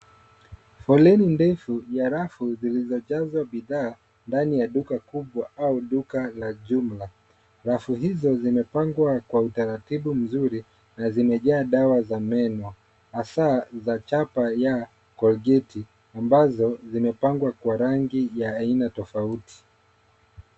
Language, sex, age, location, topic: Swahili, male, 25-35, Nairobi, finance